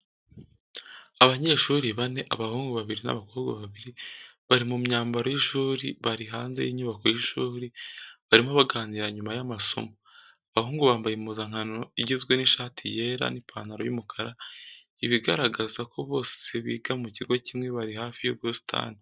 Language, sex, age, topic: Kinyarwanda, male, 18-24, education